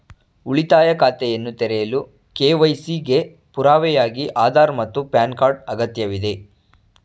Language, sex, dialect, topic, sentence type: Kannada, male, Mysore Kannada, banking, statement